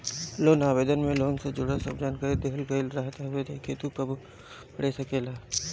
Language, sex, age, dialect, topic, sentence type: Bhojpuri, female, 25-30, Northern, banking, statement